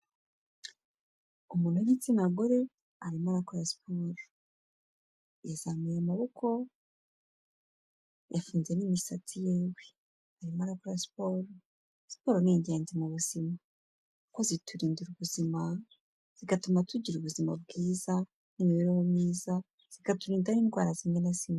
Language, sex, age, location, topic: Kinyarwanda, female, 25-35, Kigali, health